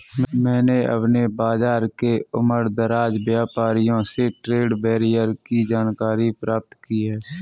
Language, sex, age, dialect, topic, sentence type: Hindi, male, 36-40, Kanauji Braj Bhasha, banking, statement